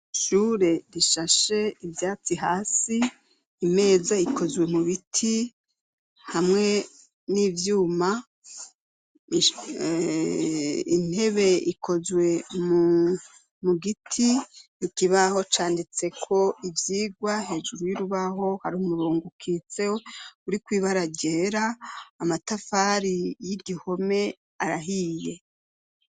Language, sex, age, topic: Rundi, female, 36-49, education